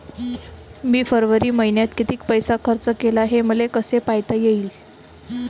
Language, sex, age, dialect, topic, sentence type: Marathi, female, 18-24, Varhadi, banking, question